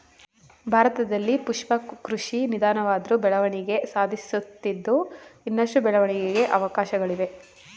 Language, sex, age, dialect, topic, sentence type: Kannada, female, 25-30, Mysore Kannada, agriculture, statement